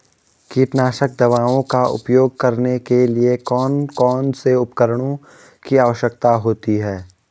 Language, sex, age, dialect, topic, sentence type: Hindi, male, 18-24, Garhwali, agriculture, question